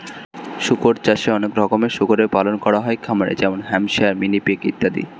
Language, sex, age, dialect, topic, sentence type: Bengali, male, 18-24, Standard Colloquial, agriculture, statement